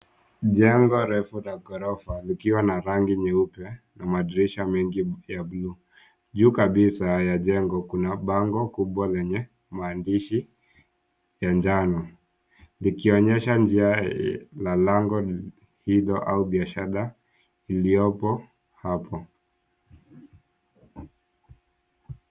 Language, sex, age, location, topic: Swahili, male, 18-24, Nairobi, finance